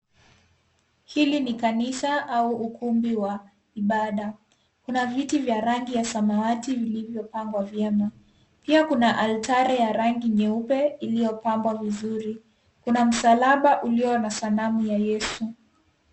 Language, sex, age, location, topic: Swahili, female, 18-24, Nairobi, education